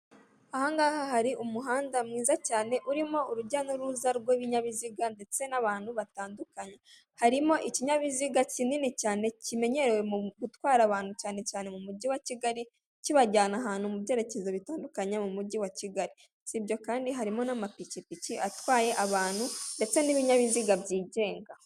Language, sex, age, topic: Kinyarwanda, female, 36-49, government